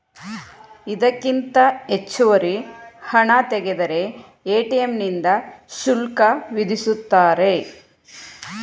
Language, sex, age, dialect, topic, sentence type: Kannada, female, 41-45, Mysore Kannada, banking, statement